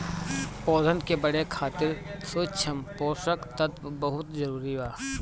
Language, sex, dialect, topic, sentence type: Bhojpuri, male, Northern, agriculture, statement